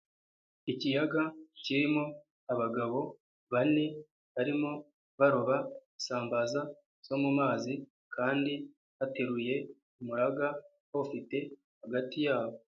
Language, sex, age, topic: Kinyarwanda, male, 25-35, agriculture